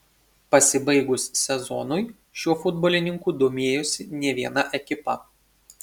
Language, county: Lithuanian, Šiauliai